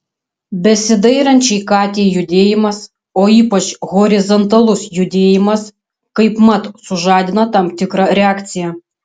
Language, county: Lithuanian, Kaunas